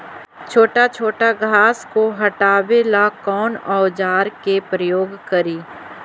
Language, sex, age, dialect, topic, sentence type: Magahi, female, 25-30, Central/Standard, agriculture, question